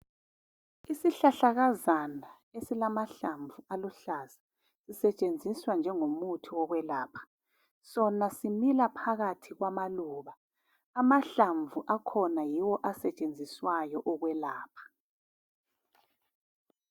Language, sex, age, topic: North Ndebele, female, 36-49, health